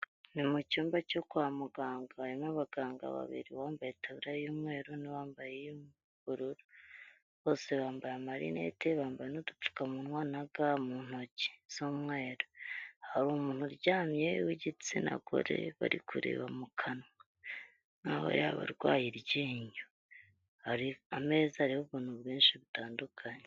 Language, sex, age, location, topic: Kinyarwanda, female, 25-35, Huye, health